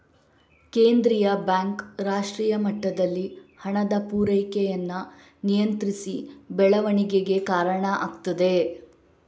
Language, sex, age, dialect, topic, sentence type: Kannada, female, 18-24, Coastal/Dakshin, banking, statement